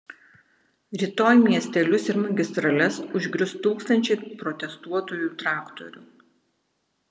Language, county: Lithuanian, Vilnius